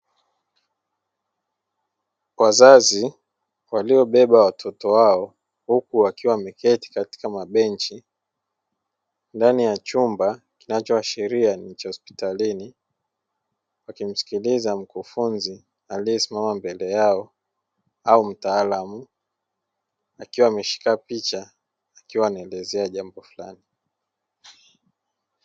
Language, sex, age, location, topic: Swahili, male, 18-24, Dar es Salaam, education